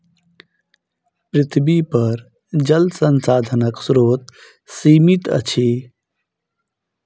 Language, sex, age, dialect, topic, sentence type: Maithili, male, 31-35, Southern/Standard, agriculture, statement